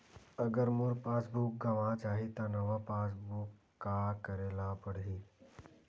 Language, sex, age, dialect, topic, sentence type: Chhattisgarhi, male, 18-24, Western/Budati/Khatahi, banking, question